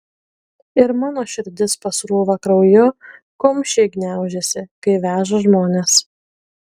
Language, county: Lithuanian, Kaunas